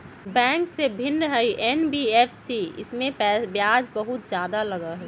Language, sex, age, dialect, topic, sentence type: Magahi, female, 31-35, Western, banking, question